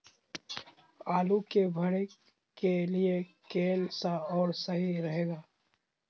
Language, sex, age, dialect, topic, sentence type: Magahi, male, 25-30, Southern, agriculture, question